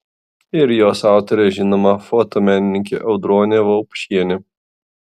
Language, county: Lithuanian, Klaipėda